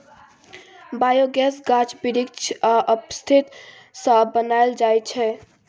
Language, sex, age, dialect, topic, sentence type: Maithili, female, 18-24, Bajjika, agriculture, statement